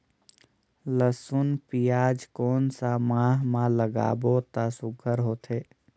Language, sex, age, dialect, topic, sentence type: Chhattisgarhi, male, 18-24, Northern/Bhandar, agriculture, question